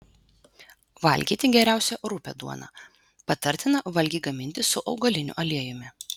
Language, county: Lithuanian, Vilnius